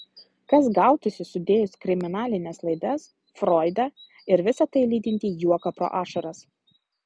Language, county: Lithuanian, Utena